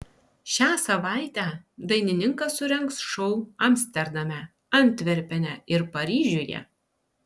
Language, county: Lithuanian, Panevėžys